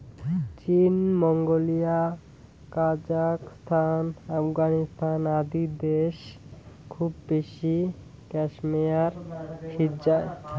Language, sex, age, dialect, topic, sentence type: Bengali, male, 18-24, Rajbangshi, agriculture, statement